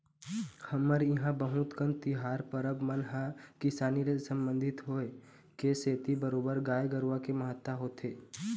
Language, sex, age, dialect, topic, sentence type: Chhattisgarhi, male, 18-24, Eastern, banking, statement